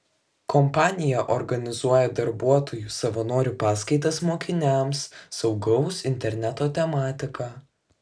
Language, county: Lithuanian, Kaunas